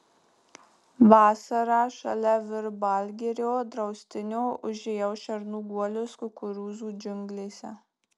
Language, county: Lithuanian, Marijampolė